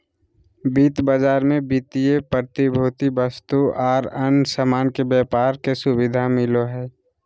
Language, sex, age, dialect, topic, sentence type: Magahi, male, 18-24, Southern, banking, statement